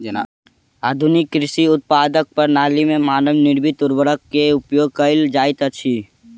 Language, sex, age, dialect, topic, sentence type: Maithili, male, 18-24, Southern/Standard, agriculture, statement